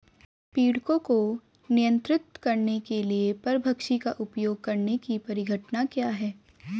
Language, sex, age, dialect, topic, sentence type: Hindi, female, 18-24, Hindustani Malvi Khadi Boli, agriculture, question